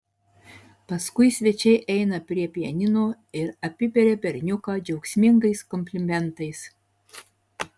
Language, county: Lithuanian, Marijampolė